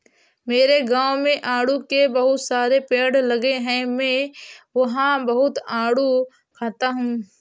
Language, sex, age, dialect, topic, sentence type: Hindi, female, 18-24, Awadhi Bundeli, agriculture, statement